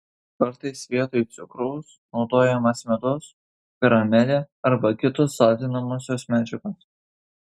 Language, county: Lithuanian, Kaunas